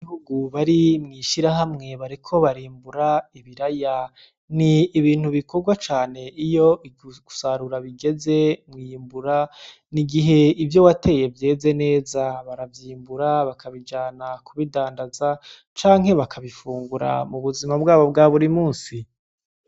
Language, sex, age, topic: Rundi, male, 25-35, agriculture